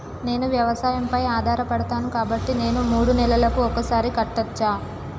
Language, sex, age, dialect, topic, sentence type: Telugu, female, 18-24, Telangana, banking, question